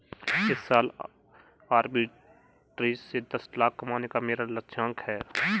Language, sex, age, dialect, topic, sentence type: Hindi, male, 25-30, Marwari Dhudhari, banking, statement